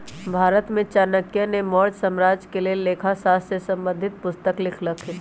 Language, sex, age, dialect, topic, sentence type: Magahi, male, 18-24, Western, banking, statement